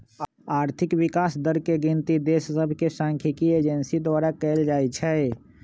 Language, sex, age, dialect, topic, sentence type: Magahi, male, 25-30, Western, banking, statement